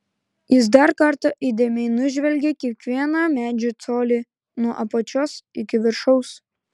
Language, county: Lithuanian, Klaipėda